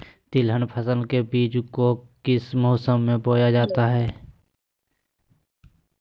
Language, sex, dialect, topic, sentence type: Magahi, male, Southern, agriculture, question